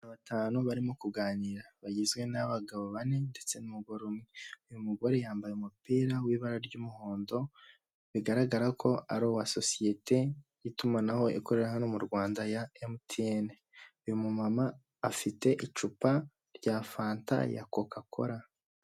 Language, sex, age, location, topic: Kinyarwanda, male, 18-24, Huye, finance